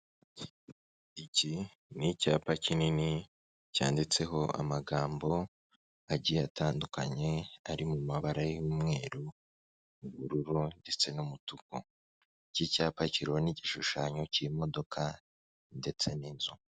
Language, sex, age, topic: Kinyarwanda, male, 25-35, finance